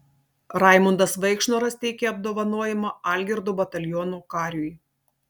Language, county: Lithuanian, Telšiai